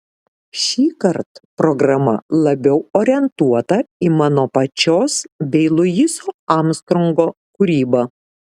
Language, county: Lithuanian, Šiauliai